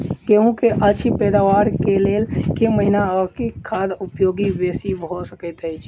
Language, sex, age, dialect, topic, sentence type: Maithili, female, 18-24, Southern/Standard, agriculture, question